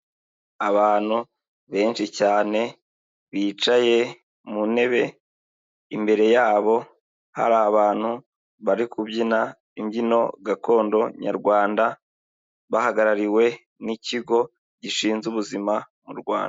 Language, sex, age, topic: Kinyarwanda, male, 25-35, health